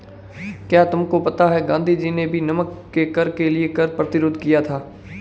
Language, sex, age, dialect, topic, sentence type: Hindi, male, 18-24, Marwari Dhudhari, banking, statement